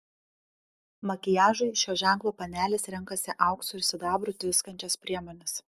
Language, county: Lithuanian, Panevėžys